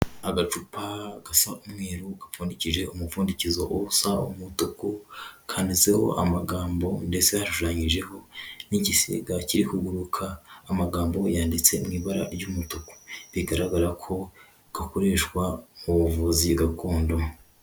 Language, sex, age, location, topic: Kinyarwanda, female, 18-24, Huye, health